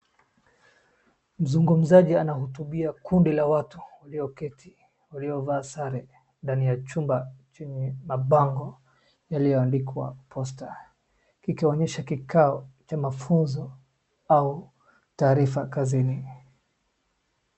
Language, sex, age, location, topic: Swahili, male, 18-24, Wajir, government